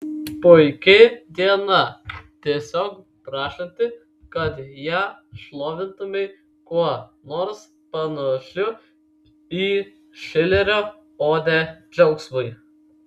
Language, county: Lithuanian, Kaunas